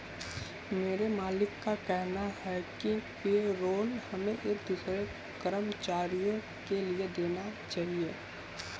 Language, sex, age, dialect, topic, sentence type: Hindi, male, 18-24, Kanauji Braj Bhasha, banking, statement